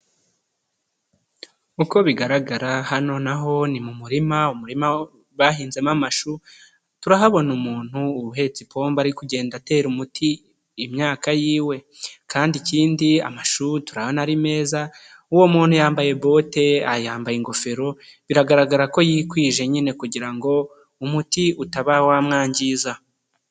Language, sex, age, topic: Kinyarwanda, male, 25-35, agriculture